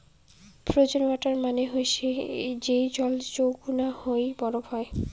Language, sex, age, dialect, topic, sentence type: Bengali, female, 18-24, Rajbangshi, agriculture, statement